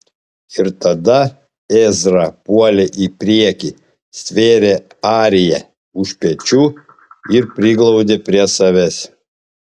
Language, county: Lithuanian, Panevėžys